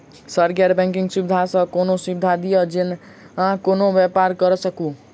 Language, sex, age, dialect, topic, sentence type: Maithili, male, 51-55, Southern/Standard, banking, question